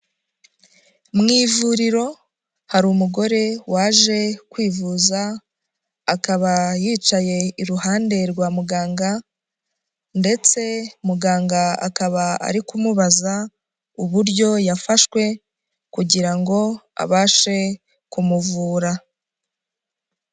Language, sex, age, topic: Kinyarwanda, female, 25-35, health